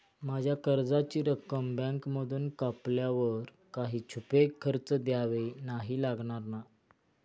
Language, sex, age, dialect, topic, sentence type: Marathi, male, 25-30, Standard Marathi, banking, question